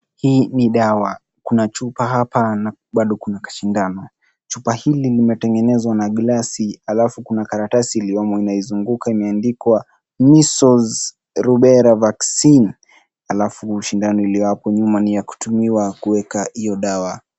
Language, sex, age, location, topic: Swahili, male, 50+, Kisumu, health